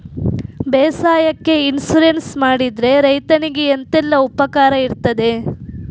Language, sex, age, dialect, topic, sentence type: Kannada, female, 46-50, Coastal/Dakshin, banking, question